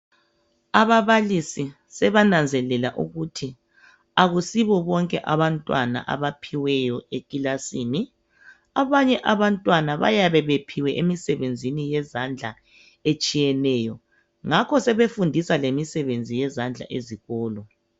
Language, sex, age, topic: North Ndebele, female, 50+, education